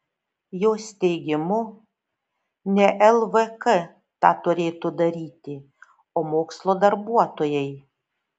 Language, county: Lithuanian, Šiauliai